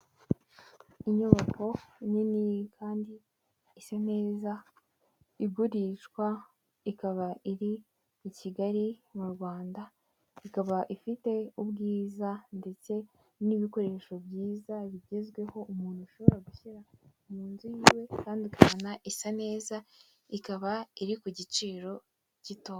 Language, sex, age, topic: Kinyarwanda, female, 25-35, finance